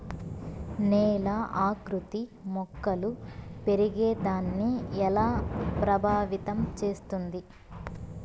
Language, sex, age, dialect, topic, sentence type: Telugu, female, 25-30, Southern, agriculture, statement